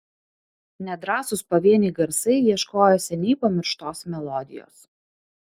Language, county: Lithuanian, Vilnius